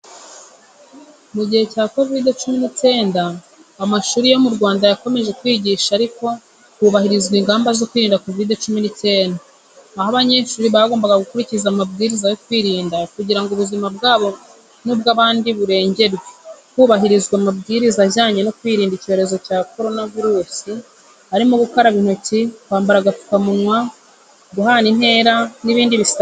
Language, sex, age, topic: Kinyarwanda, female, 25-35, education